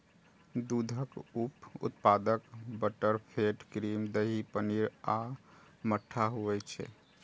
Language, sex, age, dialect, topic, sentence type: Maithili, male, 31-35, Eastern / Thethi, agriculture, statement